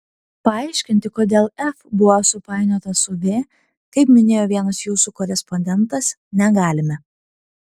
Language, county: Lithuanian, Panevėžys